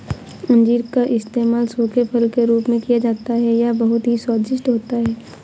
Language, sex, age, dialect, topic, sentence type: Hindi, female, 25-30, Marwari Dhudhari, agriculture, statement